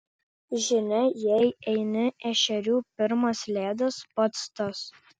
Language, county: Lithuanian, Marijampolė